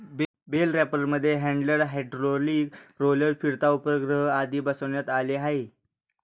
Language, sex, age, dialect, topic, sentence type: Marathi, male, 18-24, Standard Marathi, agriculture, statement